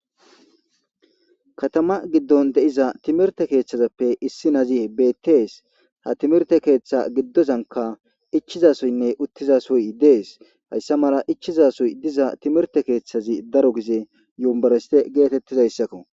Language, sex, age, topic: Gamo, male, 25-35, government